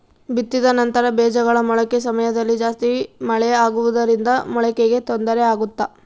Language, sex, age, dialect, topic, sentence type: Kannada, female, 18-24, Central, agriculture, question